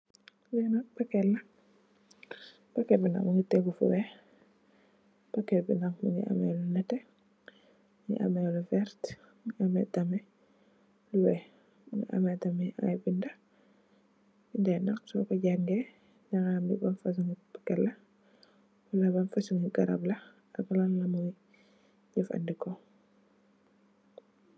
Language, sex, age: Wolof, female, 18-24